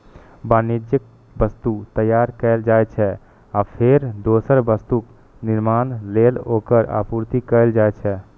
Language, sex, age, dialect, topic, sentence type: Maithili, male, 18-24, Eastern / Thethi, banking, statement